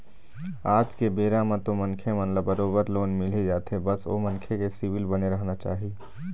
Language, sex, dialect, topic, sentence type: Chhattisgarhi, male, Eastern, banking, statement